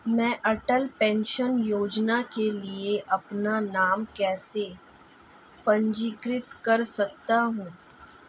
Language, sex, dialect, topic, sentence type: Hindi, female, Marwari Dhudhari, banking, question